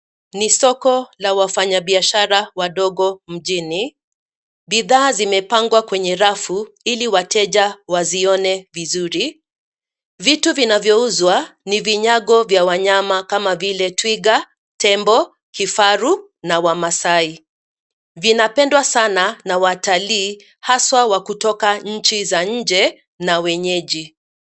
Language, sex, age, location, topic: Swahili, female, 50+, Nairobi, finance